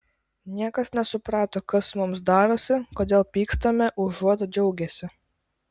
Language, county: Lithuanian, Klaipėda